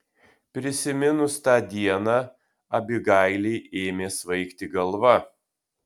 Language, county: Lithuanian, Kaunas